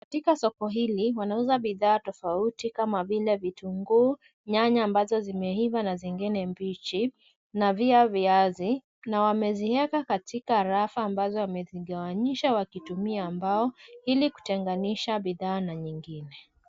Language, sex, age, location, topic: Swahili, female, 25-35, Nairobi, finance